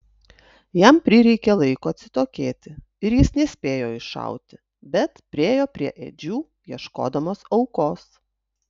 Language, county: Lithuanian, Utena